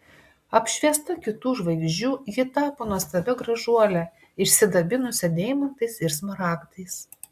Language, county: Lithuanian, Klaipėda